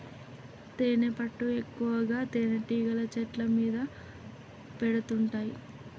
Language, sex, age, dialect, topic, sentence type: Telugu, male, 31-35, Telangana, agriculture, statement